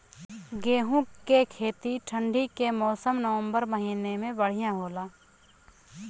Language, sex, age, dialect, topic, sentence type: Bhojpuri, female, 25-30, Western, agriculture, question